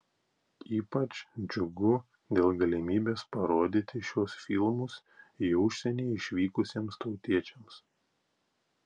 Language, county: Lithuanian, Klaipėda